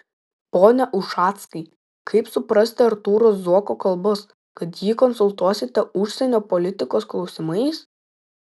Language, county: Lithuanian, Šiauliai